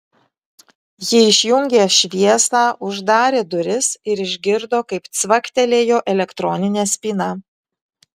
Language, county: Lithuanian, Vilnius